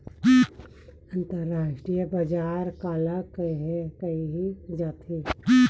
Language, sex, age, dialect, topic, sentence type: Chhattisgarhi, female, 31-35, Western/Budati/Khatahi, agriculture, question